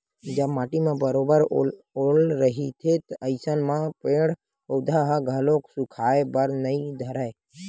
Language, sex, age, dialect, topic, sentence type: Chhattisgarhi, male, 41-45, Western/Budati/Khatahi, agriculture, statement